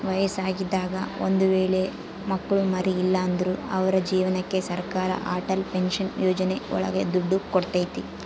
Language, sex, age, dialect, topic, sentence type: Kannada, female, 18-24, Central, banking, statement